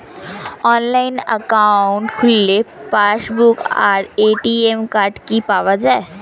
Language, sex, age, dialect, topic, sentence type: Bengali, female, 60-100, Standard Colloquial, banking, question